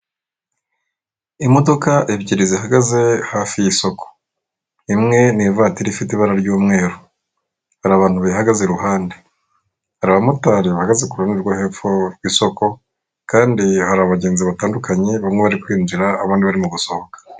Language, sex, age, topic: Kinyarwanda, male, 25-35, finance